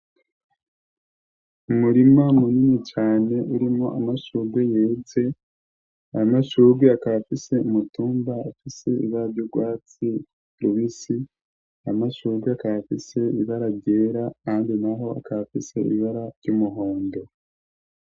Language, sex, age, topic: Rundi, male, 25-35, agriculture